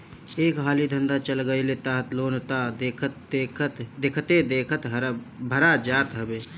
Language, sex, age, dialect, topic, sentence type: Bhojpuri, male, 25-30, Northern, banking, statement